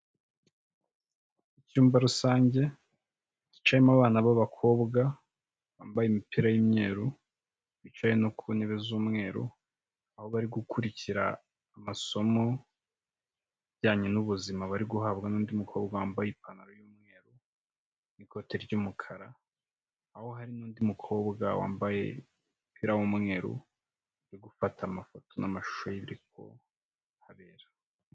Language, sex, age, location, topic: Kinyarwanda, male, 25-35, Kigali, health